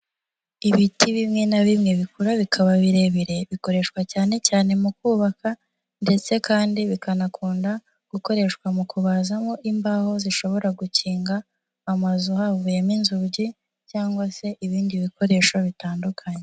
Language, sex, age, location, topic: Kinyarwanda, female, 18-24, Huye, agriculture